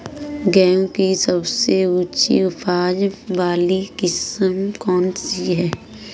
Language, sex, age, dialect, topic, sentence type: Hindi, female, 25-30, Kanauji Braj Bhasha, agriculture, question